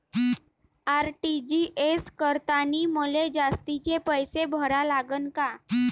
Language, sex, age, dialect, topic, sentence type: Marathi, female, 18-24, Varhadi, banking, question